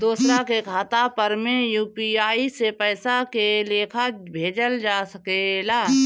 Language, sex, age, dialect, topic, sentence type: Bhojpuri, female, 25-30, Northern, banking, question